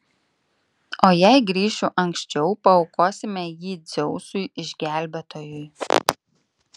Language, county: Lithuanian, Klaipėda